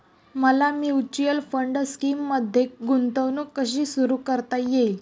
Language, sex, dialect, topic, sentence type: Marathi, female, Standard Marathi, banking, question